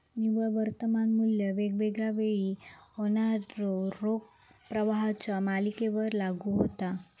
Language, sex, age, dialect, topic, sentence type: Marathi, female, 25-30, Southern Konkan, banking, statement